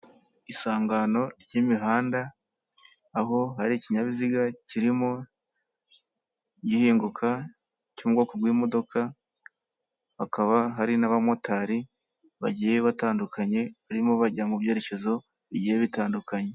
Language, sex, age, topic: Kinyarwanda, male, 25-35, government